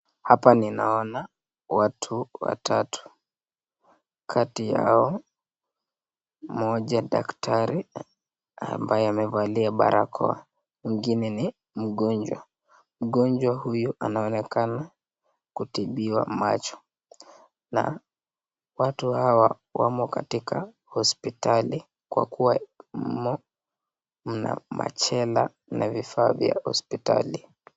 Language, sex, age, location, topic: Swahili, male, 18-24, Nakuru, health